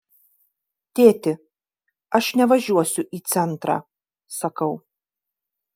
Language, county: Lithuanian, Kaunas